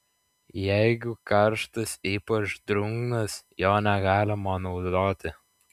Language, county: Lithuanian, Klaipėda